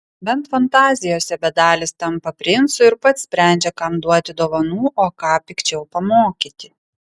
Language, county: Lithuanian, Vilnius